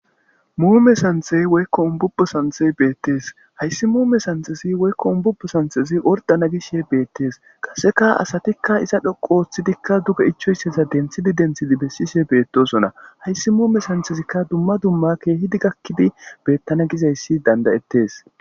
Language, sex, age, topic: Gamo, male, 25-35, agriculture